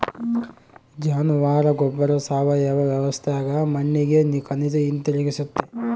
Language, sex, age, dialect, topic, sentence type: Kannada, male, 25-30, Central, agriculture, statement